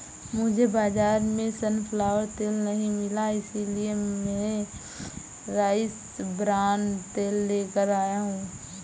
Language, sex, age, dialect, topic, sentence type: Hindi, female, 18-24, Awadhi Bundeli, agriculture, statement